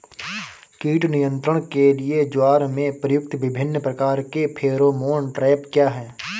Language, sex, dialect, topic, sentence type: Hindi, male, Awadhi Bundeli, agriculture, question